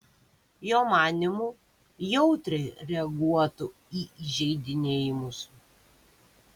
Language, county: Lithuanian, Kaunas